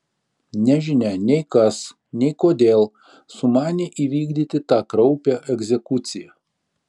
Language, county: Lithuanian, Šiauliai